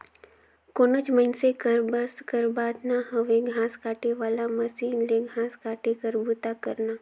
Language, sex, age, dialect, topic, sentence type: Chhattisgarhi, female, 18-24, Northern/Bhandar, agriculture, statement